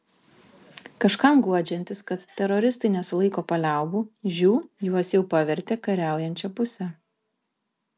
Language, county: Lithuanian, Vilnius